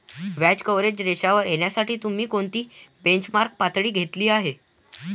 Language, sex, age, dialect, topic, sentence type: Marathi, male, 18-24, Varhadi, banking, statement